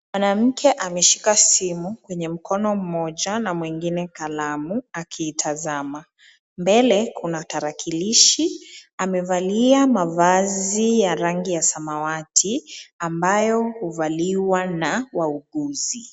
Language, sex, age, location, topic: Swahili, female, 25-35, Nairobi, education